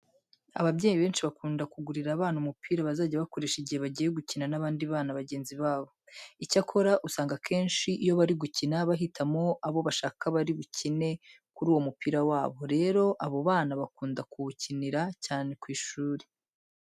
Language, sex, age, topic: Kinyarwanda, female, 25-35, education